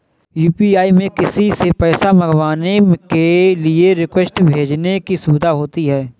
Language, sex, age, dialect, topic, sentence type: Hindi, male, 25-30, Awadhi Bundeli, banking, statement